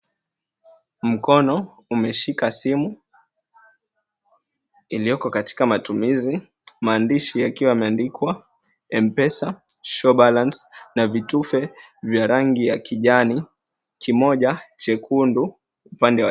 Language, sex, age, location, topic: Swahili, male, 18-24, Mombasa, finance